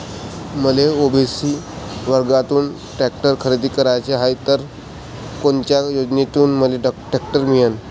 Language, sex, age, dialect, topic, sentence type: Marathi, male, 25-30, Varhadi, agriculture, question